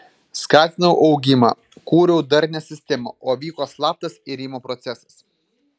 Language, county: Lithuanian, Vilnius